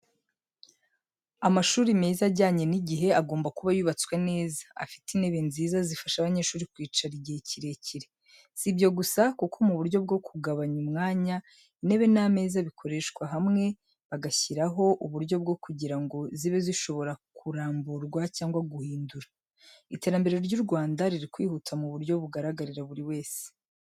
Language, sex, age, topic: Kinyarwanda, female, 25-35, education